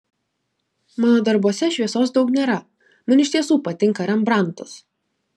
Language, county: Lithuanian, Klaipėda